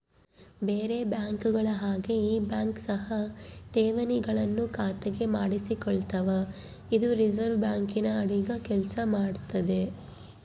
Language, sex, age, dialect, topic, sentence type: Kannada, female, 18-24, Central, banking, statement